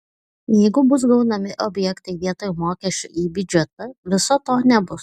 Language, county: Lithuanian, Šiauliai